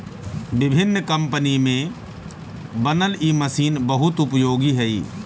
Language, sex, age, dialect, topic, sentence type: Magahi, male, 31-35, Central/Standard, banking, statement